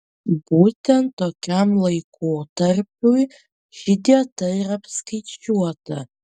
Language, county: Lithuanian, Panevėžys